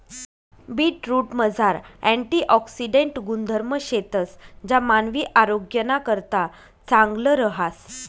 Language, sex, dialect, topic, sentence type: Marathi, female, Northern Konkan, agriculture, statement